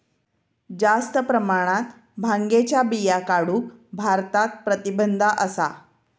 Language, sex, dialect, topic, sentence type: Marathi, female, Southern Konkan, agriculture, statement